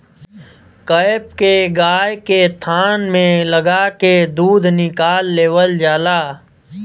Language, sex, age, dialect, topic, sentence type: Bhojpuri, male, 31-35, Western, agriculture, statement